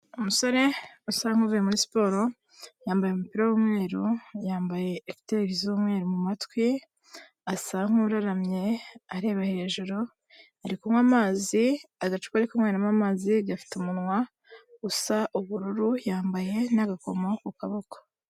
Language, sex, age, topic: Kinyarwanda, female, 18-24, health